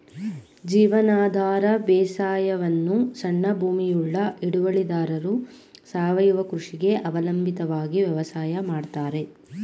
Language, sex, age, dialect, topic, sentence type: Kannada, female, 25-30, Mysore Kannada, agriculture, statement